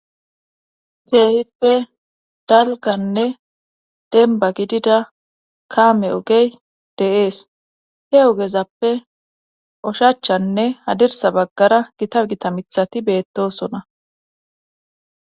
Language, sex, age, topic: Gamo, female, 25-35, government